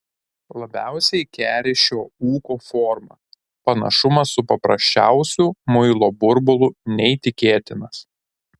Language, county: Lithuanian, Šiauliai